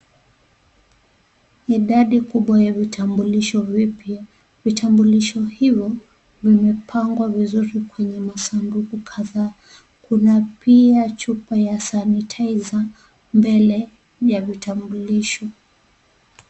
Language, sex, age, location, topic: Swahili, female, 36-49, Kisii, government